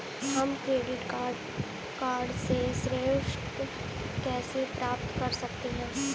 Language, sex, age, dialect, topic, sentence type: Hindi, female, 18-24, Kanauji Braj Bhasha, banking, question